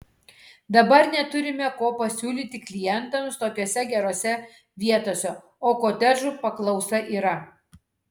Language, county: Lithuanian, Kaunas